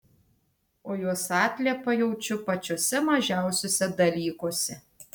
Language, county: Lithuanian, Tauragė